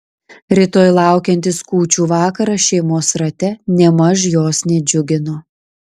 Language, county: Lithuanian, Klaipėda